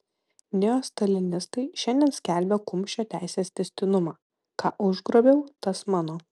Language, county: Lithuanian, Vilnius